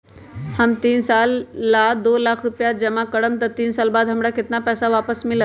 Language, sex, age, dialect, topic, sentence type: Magahi, male, 18-24, Western, banking, question